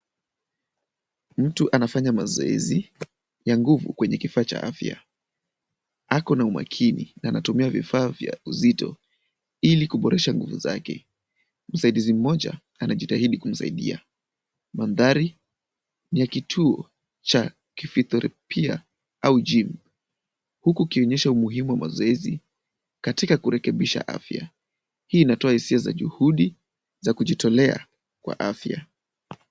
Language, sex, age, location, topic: Swahili, male, 18-24, Kisumu, health